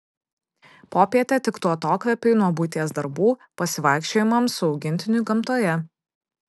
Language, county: Lithuanian, Vilnius